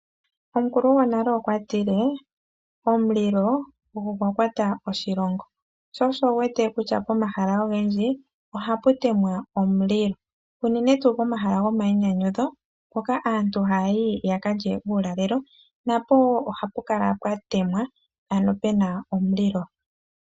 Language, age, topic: Oshiwambo, 36-49, agriculture